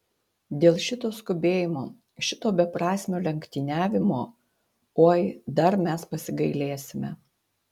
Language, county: Lithuanian, Utena